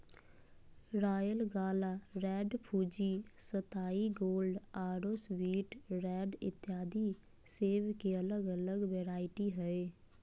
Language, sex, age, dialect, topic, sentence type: Magahi, female, 25-30, Southern, agriculture, statement